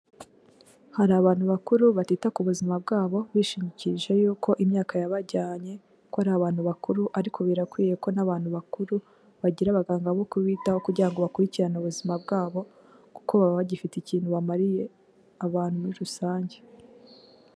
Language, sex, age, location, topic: Kinyarwanda, female, 18-24, Kigali, health